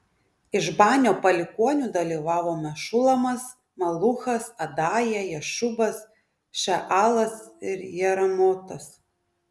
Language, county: Lithuanian, Klaipėda